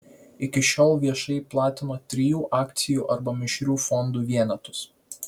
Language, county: Lithuanian, Vilnius